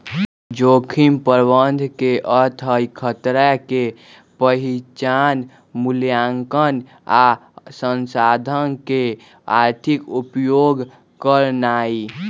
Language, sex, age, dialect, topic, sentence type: Magahi, male, 18-24, Western, agriculture, statement